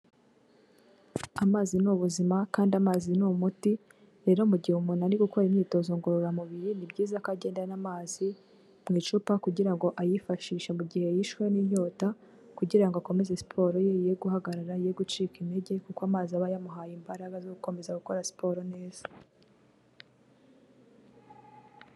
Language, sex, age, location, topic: Kinyarwanda, female, 18-24, Kigali, health